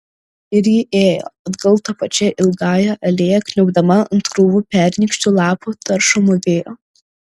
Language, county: Lithuanian, Šiauliai